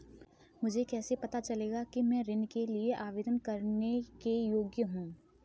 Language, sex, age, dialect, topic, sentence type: Hindi, female, 18-24, Kanauji Braj Bhasha, banking, statement